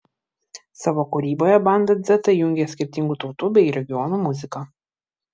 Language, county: Lithuanian, Vilnius